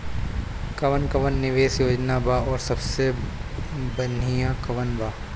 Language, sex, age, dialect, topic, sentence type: Bhojpuri, male, 18-24, Northern, banking, question